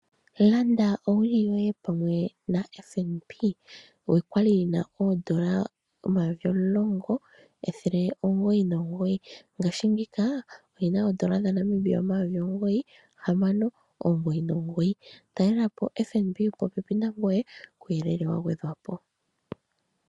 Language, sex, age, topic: Oshiwambo, female, 25-35, finance